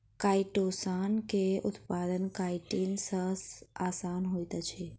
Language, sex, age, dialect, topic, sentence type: Maithili, male, 31-35, Southern/Standard, agriculture, statement